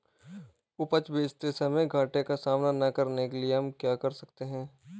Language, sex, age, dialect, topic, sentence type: Hindi, male, 18-24, Marwari Dhudhari, agriculture, question